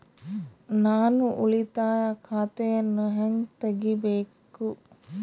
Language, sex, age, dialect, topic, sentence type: Kannada, female, 36-40, Northeastern, banking, statement